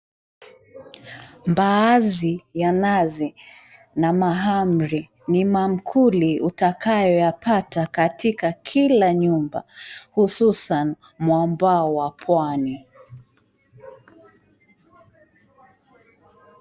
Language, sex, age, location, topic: Swahili, female, 36-49, Mombasa, agriculture